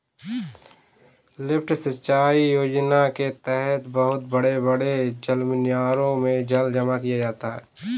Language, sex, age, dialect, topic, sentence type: Hindi, male, 18-24, Kanauji Braj Bhasha, agriculture, statement